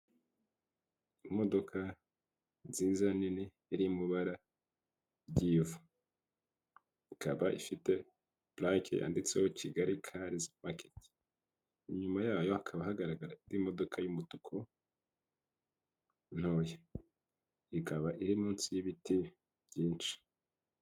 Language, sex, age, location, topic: Kinyarwanda, male, 25-35, Kigali, finance